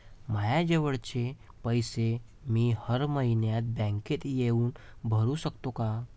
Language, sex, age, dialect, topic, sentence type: Marathi, male, 18-24, Varhadi, banking, question